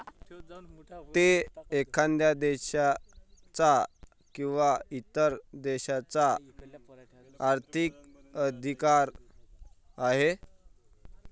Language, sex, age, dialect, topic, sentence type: Marathi, male, 25-30, Varhadi, banking, statement